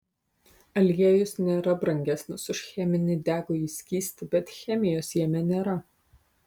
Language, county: Lithuanian, Utena